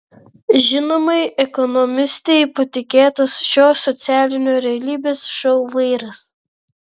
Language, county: Lithuanian, Vilnius